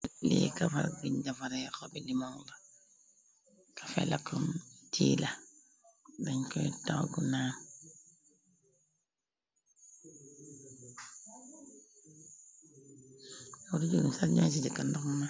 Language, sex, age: Wolof, female, 36-49